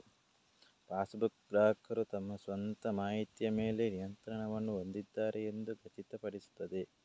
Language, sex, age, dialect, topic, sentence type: Kannada, male, 18-24, Coastal/Dakshin, banking, statement